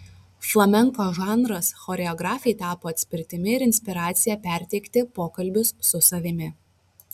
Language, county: Lithuanian, Vilnius